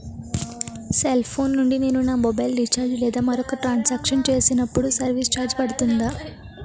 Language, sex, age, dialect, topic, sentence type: Telugu, female, 18-24, Utterandhra, banking, question